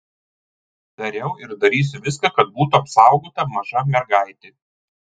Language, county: Lithuanian, Tauragė